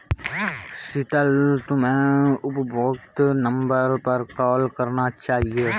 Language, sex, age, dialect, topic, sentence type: Hindi, male, 18-24, Awadhi Bundeli, banking, statement